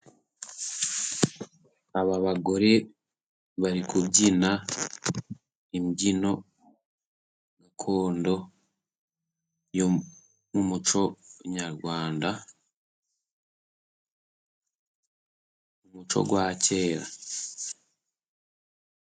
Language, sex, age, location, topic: Kinyarwanda, male, 18-24, Musanze, government